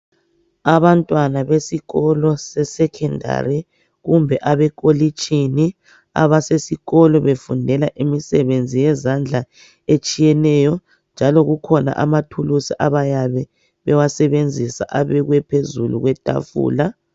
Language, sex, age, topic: North Ndebele, male, 25-35, education